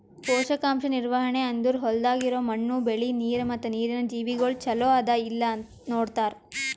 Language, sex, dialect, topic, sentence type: Kannada, female, Northeastern, agriculture, statement